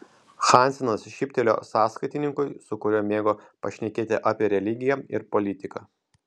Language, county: Lithuanian, Kaunas